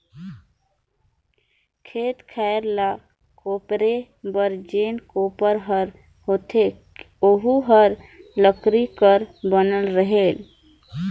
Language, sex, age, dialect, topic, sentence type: Chhattisgarhi, female, 25-30, Northern/Bhandar, agriculture, statement